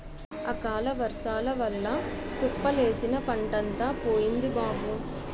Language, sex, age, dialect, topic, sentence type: Telugu, male, 51-55, Utterandhra, agriculture, statement